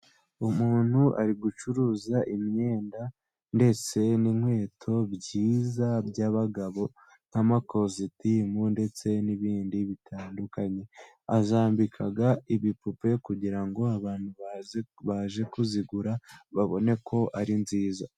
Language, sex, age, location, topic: Kinyarwanda, male, 18-24, Musanze, finance